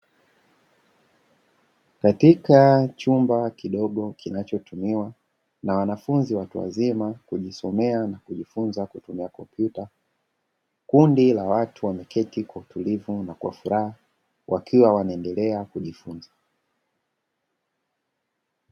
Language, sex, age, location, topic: Swahili, male, 25-35, Dar es Salaam, education